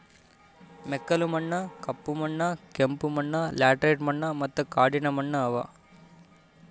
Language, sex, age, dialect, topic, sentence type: Kannada, male, 18-24, Northeastern, agriculture, statement